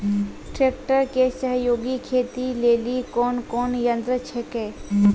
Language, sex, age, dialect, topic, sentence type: Maithili, female, 25-30, Angika, agriculture, question